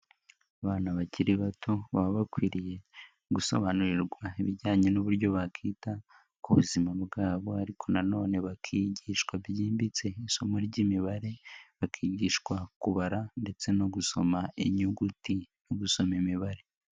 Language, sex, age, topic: Kinyarwanda, male, 18-24, education